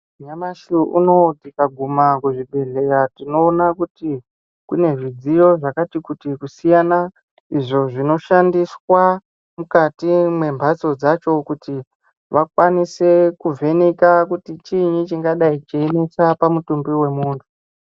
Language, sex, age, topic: Ndau, female, 36-49, health